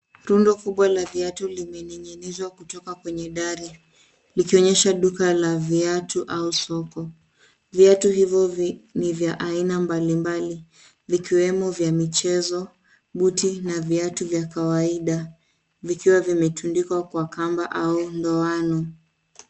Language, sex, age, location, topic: Swahili, female, 18-24, Nairobi, finance